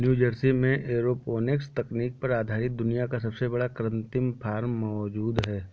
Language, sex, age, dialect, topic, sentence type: Hindi, male, 18-24, Awadhi Bundeli, agriculture, statement